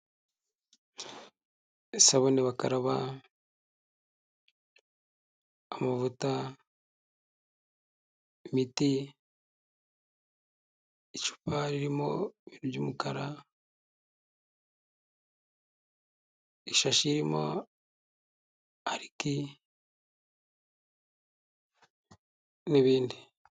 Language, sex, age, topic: Kinyarwanda, male, 18-24, health